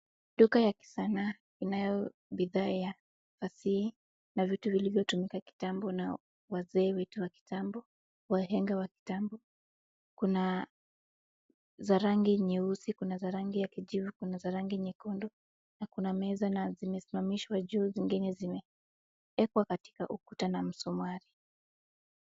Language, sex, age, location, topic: Swahili, female, 18-24, Wajir, finance